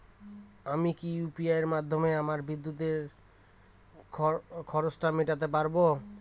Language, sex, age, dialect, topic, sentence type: Bengali, male, 25-30, Northern/Varendri, banking, question